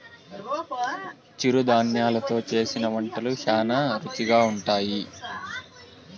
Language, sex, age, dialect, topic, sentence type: Telugu, male, 18-24, Southern, agriculture, statement